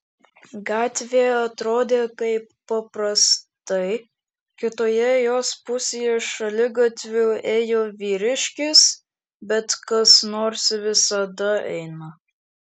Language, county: Lithuanian, Šiauliai